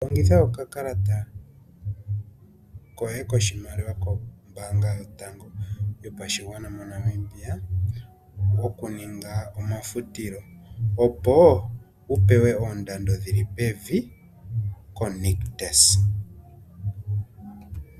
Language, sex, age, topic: Oshiwambo, male, 25-35, finance